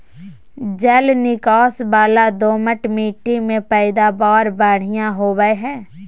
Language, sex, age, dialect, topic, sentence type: Magahi, female, 18-24, Southern, agriculture, statement